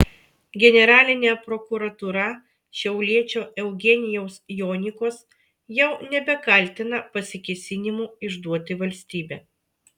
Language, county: Lithuanian, Vilnius